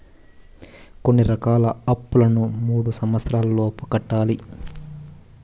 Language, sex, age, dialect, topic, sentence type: Telugu, male, 25-30, Southern, banking, statement